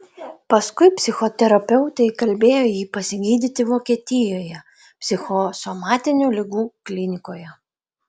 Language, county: Lithuanian, Vilnius